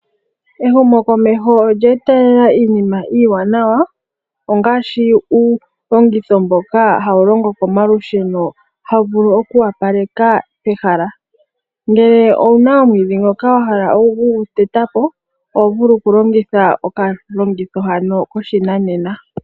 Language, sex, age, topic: Oshiwambo, female, 18-24, agriculture